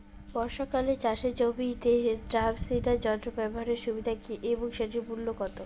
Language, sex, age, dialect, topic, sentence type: Bengali, female, 18-24, Rajbangshi, agriculture, question